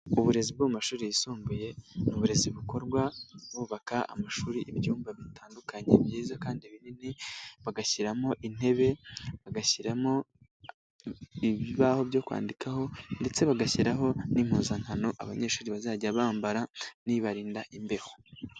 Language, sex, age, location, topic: Kinyarwanda, male, 18-24, Nyagatare, education